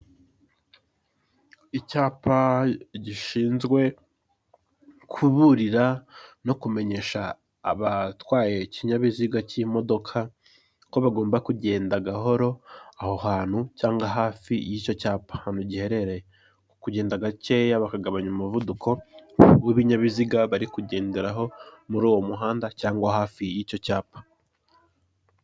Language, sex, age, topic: Kinyarwanda, male, 18-24, government